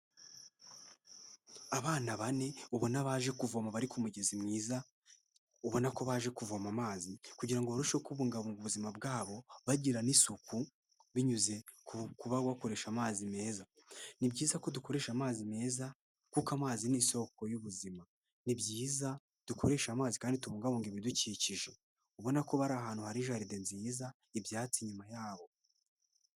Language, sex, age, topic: Kinyarwanda, male, 18-24, health